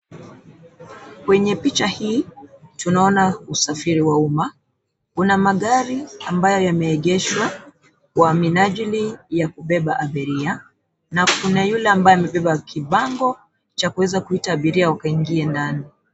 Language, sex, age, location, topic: Swahili, female, 25-35, Nairobi, government